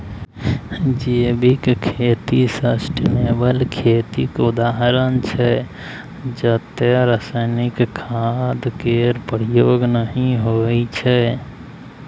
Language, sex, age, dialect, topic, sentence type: Maithili, male, 18-24, Bajjika, agriculture, statement